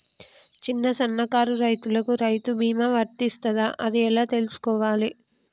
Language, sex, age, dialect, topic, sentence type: Telugu, female, 25-30, Telangana, agriculture, question